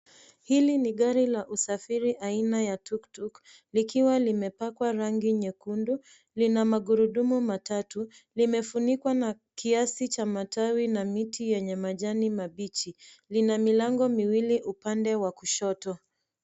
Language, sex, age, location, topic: Swahili, female, 25-35, Nairobi, finance